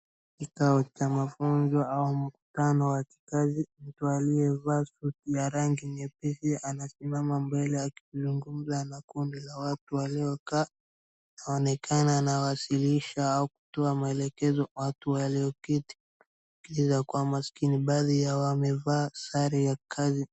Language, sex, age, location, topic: Swahili, male, 36-49, Wajir, government